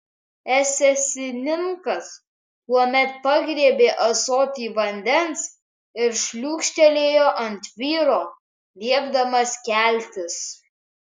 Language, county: Lithuanian, Kaunas